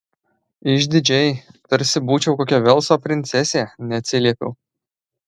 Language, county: Lithuanian, Alytus